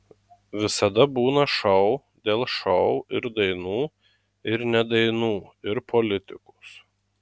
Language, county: Lithuanian, Marijampolė